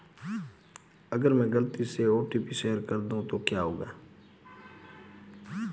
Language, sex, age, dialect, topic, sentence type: Hindi, male, 25-30, Marwari Dhudhari, banking, question